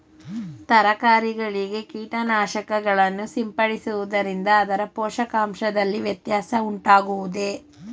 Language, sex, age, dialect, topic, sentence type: Kannada, female, 25-30, Mysore Kannada, agriculture, question